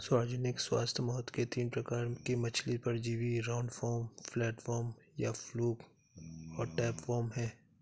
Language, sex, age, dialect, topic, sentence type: Hindi, male, 36-40, Awadhi Bundeli, agriculture, statement